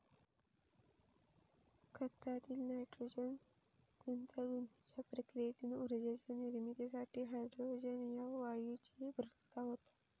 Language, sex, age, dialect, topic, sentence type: Marathi, female, 25-30, Southern Konkan, agriculture, statement